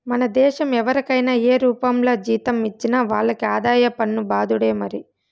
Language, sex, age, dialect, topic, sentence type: Telugu, female, 25-30, Southern, banking, statement